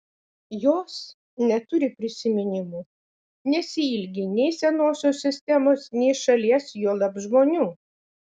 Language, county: Lithuanian, Kaunas